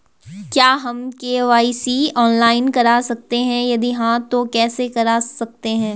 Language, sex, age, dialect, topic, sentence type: Hindi, female, 18-24, Garhwali, banking, question